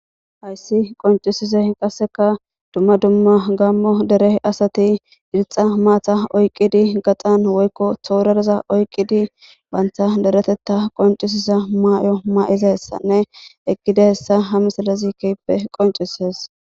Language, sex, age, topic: Gamo, female, 18-24, government